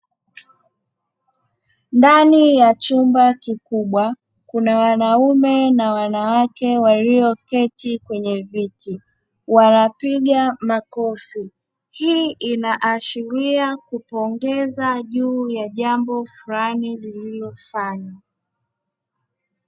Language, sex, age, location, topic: Swahili, female, 25-35, Dar es Salaam, education